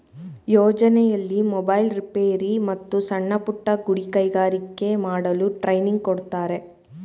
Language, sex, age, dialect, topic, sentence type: Kannada, female, 18-24, Mysore Kannada, banking, statement